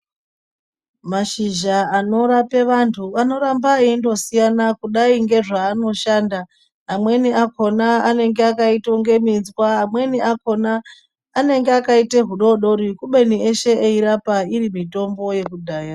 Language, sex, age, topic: Ndau, female, 36-49, health